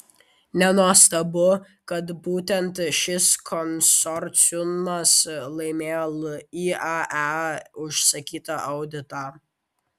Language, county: Lithuanian, Vilnius